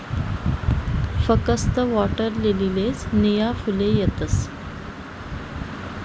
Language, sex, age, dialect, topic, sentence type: Marathi, female, 25-30, Northern Konkan, agriculture, statement